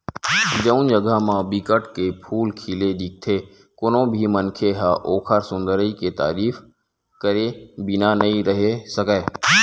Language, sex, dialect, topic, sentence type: Chhattisgarhi, male, Western/Budati/Khatahi, agriculture, statement